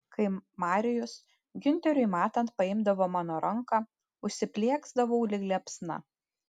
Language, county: Lithuanian, Panevėžys